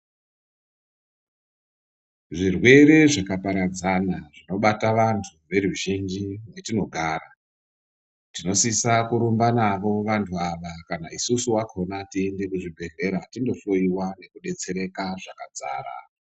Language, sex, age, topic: Ndau, female, 25-35, health